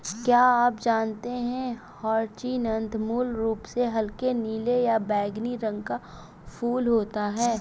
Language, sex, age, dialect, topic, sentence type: Hindi, female, 25-30, Awadhi Bundeli, agriculture, statement